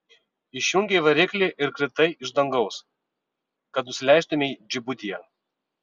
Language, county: Lithuanian, Vilnius